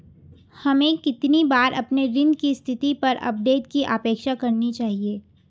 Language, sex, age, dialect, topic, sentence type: Hindi, female, 18-24, Hindustani Malvi Khadi Boli, banking, question